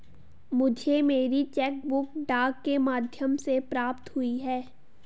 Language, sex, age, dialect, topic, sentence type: Hindi, female, 18-24, Garhwali, banking, statement